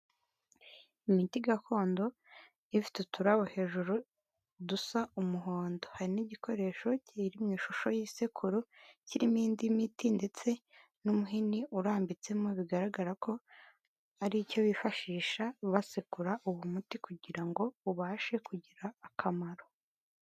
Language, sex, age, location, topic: Kinyarwanda, female, 25-35, Kigali, health